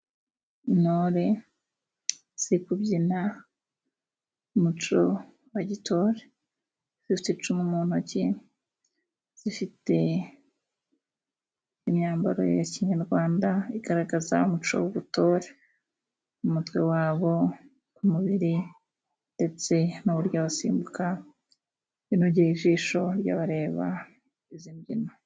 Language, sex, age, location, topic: Kinyarwanda, female, 25-35, Musanze, government